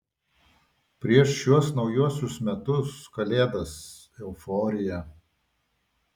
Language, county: Lithuanian, Vilnius